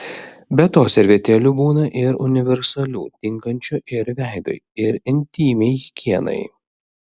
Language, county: Lithuanian, Vilnius